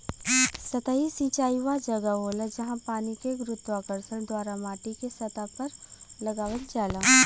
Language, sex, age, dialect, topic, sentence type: Bhojpuri, female, 25-30, Western, agriculture, statement